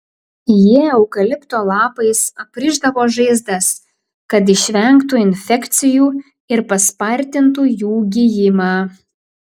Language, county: Lithuanian, Klaipėda